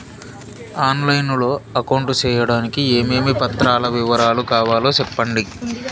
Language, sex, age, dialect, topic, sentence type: Telugu, male, 25-30, Southern, banking, question